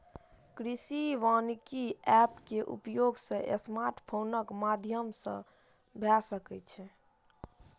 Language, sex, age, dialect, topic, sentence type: Maithili, male, 31-35, Eastern / Thethi, agriculture, statement